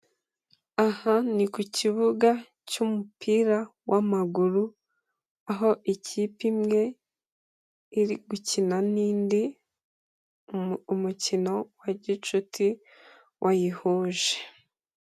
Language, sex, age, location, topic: Kinyarwanda, male, 18-24, Kigali, government